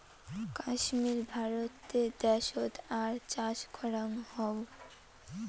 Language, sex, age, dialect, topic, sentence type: Bengali, female, 18-24, Rajbangshi, agriculture, statement